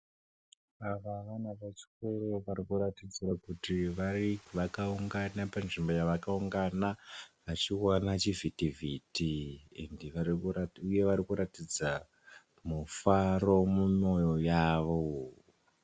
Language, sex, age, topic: Ndau, male, 18-24, health